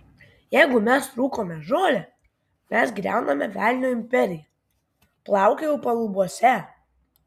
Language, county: Lithuanian, Kaunas